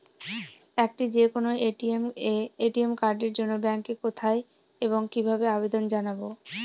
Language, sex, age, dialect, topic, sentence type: Bengali, female, 18-24, Northern/Varendri, banking, question